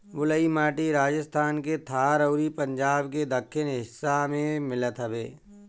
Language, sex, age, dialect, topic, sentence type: Bhojpuri, male, 36-40, Northern, agriculture, statement